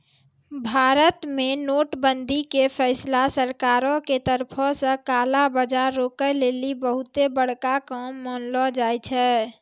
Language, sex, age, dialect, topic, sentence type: Maithili, female, 18-24, Angika, banking, statement